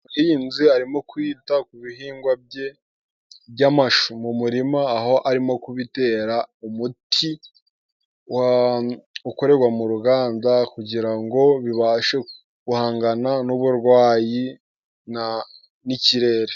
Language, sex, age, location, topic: Kinyarwanda, male, 18-24, Musanze, agriculture